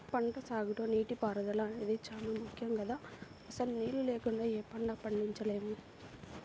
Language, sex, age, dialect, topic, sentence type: Telugu, female, 18-24, Central/Coastal, agriculture, statement